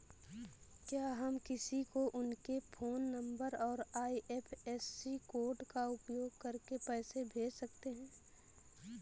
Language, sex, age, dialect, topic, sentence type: Hindi, female, 18-24, Awadhi Bundeli, banking, question